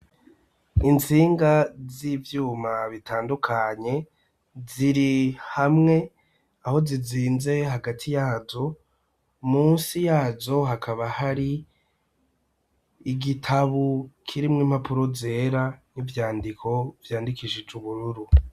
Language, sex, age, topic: Rundi, male, 36-49, education